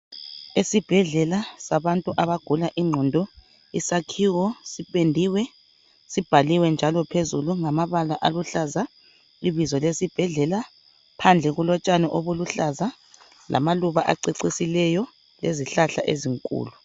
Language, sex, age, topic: North Ndebele, female, 25-35, health